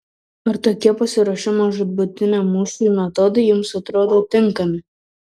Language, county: Lithuanian, Šiauliai